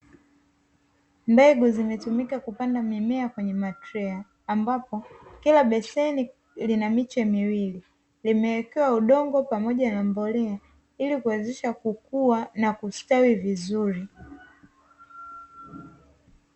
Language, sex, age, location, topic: Swahili, female, 18-24, Dar es Salaam, agriculture